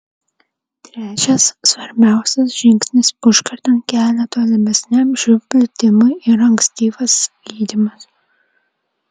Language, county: Lithuanian, Vilnius